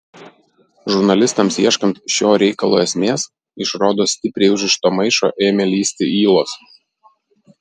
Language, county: Lithuanian, Vilnius